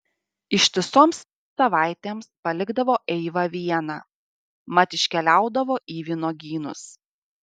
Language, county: Lithuanian, Šiauliai